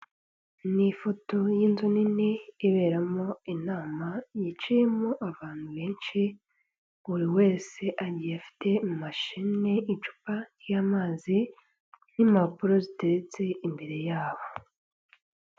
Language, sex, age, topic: Kinyarwanda, female, 18-24, government